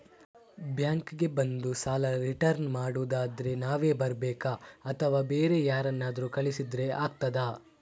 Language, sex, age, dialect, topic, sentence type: Kannada, male, 36-40, Coastal/Dakshin, banking, question